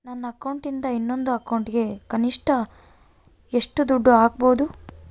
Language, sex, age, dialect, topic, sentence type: Kannada, female, 18-24, Central, banking, question